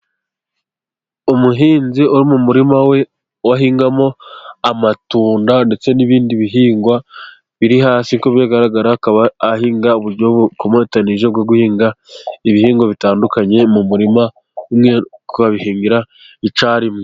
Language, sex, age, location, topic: Kinyarwanda, male, 25-35, Gakenke, agriculture